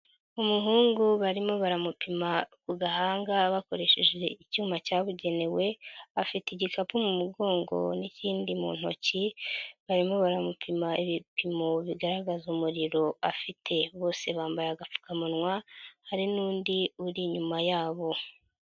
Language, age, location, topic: Kinyarwanda, 50+, Nyagatare, education